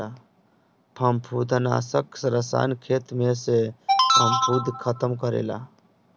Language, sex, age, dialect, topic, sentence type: Bhojpuri, male, 18-24, Northern, agriculture, statement